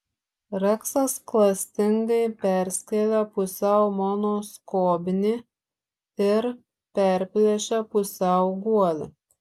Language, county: Lithuanian, Šiauliai